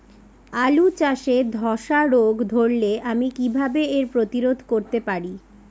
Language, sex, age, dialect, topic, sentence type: Bengali, female, 36-40, Rajbangshi, agriculture, question